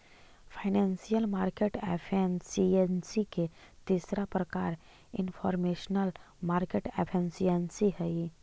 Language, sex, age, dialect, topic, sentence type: Magahi, female, 18-24, Central/Standard, banking, statement